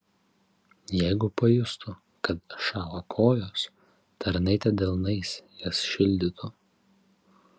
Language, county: Lithuanian, Vilnius